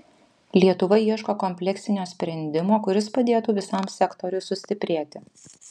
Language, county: Lithuanian, Vilnius